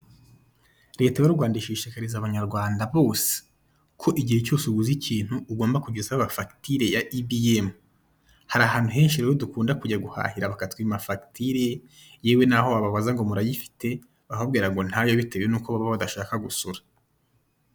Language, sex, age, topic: Kinyarwanda, male, 25-35, finance